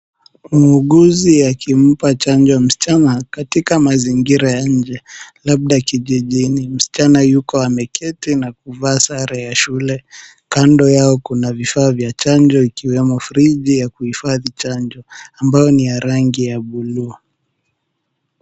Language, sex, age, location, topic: Swahili, male, 18-24, Mombasa, health